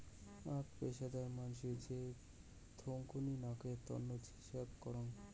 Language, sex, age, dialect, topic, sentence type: Bengali, male, 18-24, Rajbangshi, banking, statement